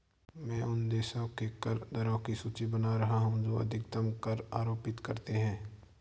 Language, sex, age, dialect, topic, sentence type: Hindi, male, 46-50, Marwari Dhudhari, banking, statement